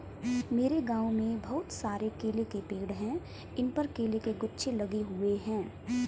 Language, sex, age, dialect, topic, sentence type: Hindi, female, 18-24, Kanauji Braj Bhasha, agriculture, statement